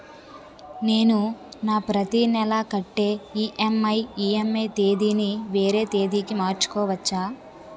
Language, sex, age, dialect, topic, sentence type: Telugu, female, 18-24, Utterandhra, banking, question